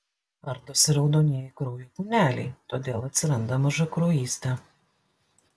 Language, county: Lithuanian, Klaipėda